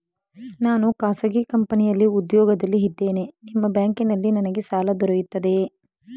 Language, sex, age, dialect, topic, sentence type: Kannada, female, 25-30, Mysore Kannada, banking, question